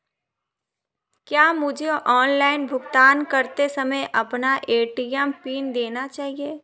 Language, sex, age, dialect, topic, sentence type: Hindi, female, 18-24, Marwari Dhudhari, banking, question